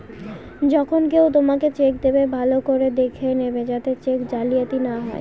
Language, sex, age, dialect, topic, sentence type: Bengali, female, 18-24, Northern/Varendri, banking, statement